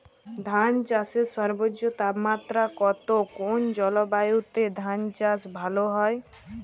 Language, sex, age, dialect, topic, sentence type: Bengali, female, 18-24, Jharkhandi, agriculture, question